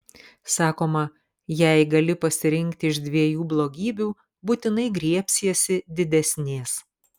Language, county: Lithuanian, Kaunas